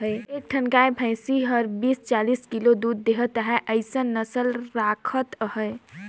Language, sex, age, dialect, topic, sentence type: Chhattisgarhi, female, 18-24, Northern/Bhandar, agriculture, statement